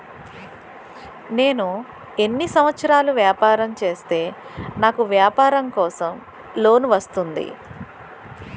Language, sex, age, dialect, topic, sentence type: Telugu, female, 41-45, Utterandhra, banking, question